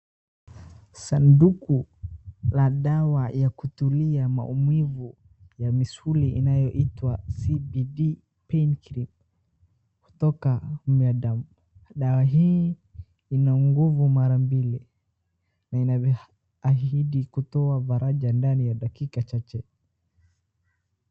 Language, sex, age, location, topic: Swahili, male, 36-49, Wajir, health